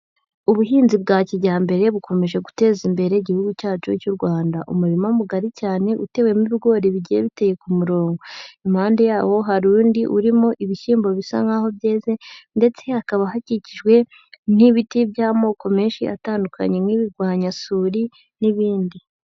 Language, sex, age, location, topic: Kinyarwanda, female, 18-24, Huye, agriculture